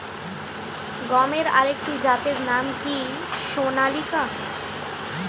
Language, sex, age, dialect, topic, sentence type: Bengali, female, 18-24, Standard Colloquial, agriculture, question